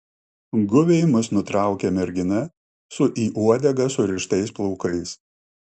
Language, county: Lithuanian, Klaipėda